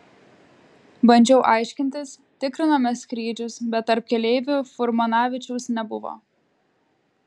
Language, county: Lithuanian, Klaipėda